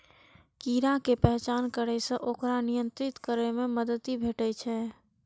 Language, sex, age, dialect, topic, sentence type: Maithili, female, 18-24, Eastern / Thethi, agriculture, statement